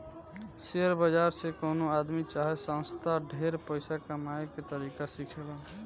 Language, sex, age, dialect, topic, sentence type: Bhojpuri, male, 18-24, Southern / Standard, banking, statement